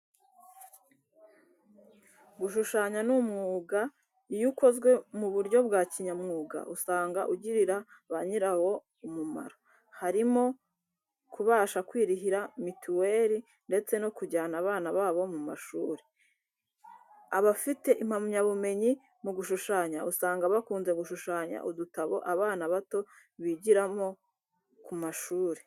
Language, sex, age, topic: Kinyarwanda, female, 36-49, education